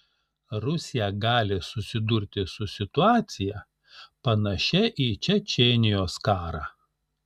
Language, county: Lithuanian, Šiauliai